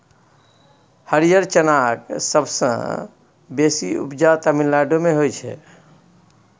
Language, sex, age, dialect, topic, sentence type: Maithili, male, 46-50, Bajjika, agriculture, statement